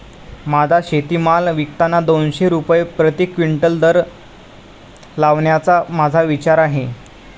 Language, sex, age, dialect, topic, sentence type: Marathi, male, 18-24, Standard Marathi, agriculture, statement